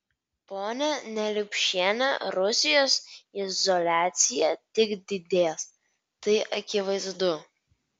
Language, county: Lithuanian, Vilnius